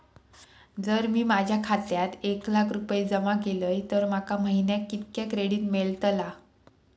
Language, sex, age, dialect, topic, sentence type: Marathi, female, 18-24, Southern Konkan, banking, question